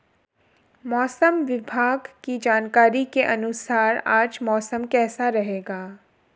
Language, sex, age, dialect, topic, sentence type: Hindi, female, 18-24, Marwari Dhudhari, agriculture, question